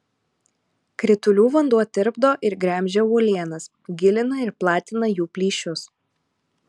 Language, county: Lithuanian, Alytus